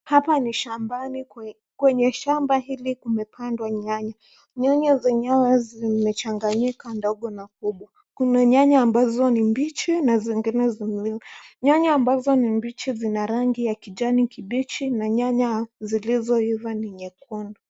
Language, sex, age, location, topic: Swahili, male, 25-35, Nairobi, agriculture